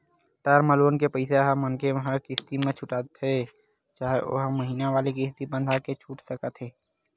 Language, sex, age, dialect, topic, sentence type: Chhattisgarhi, male, 18-24, Western/Budati/Khatahi, banking, statement